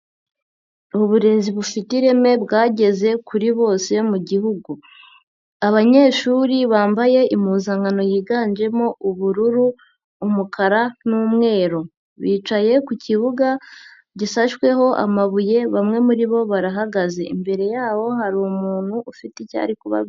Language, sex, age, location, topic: Kinyarwanda, female, 50+, Nyagatare, education